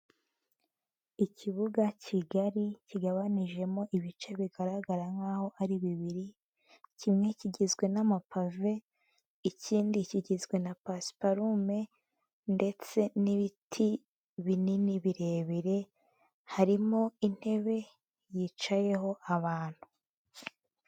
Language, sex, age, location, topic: Kinyarwanda, female, 18-24, Huye, education